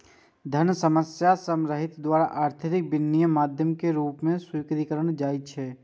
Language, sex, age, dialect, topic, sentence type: Maithili, male, 18-24, Eastern / Thethi, banking, statement